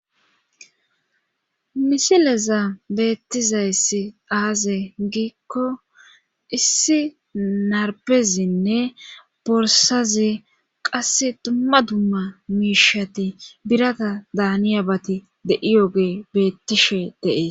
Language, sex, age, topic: Gamo, female, 25-35, government